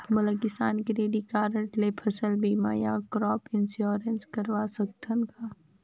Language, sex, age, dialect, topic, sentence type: Chhattisgarhi, female, 25-30, Northern/Bhandar, agriculture, question